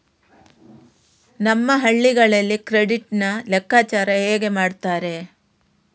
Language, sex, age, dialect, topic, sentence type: Kannada, female, 36-40, Coastal/Dakshin, banking, question